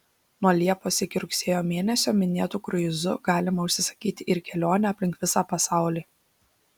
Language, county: Lithuanian, Šiauliai